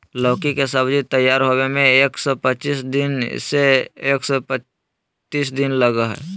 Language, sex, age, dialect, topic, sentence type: Magahi, male, 36-40, Southern, agriculture, statement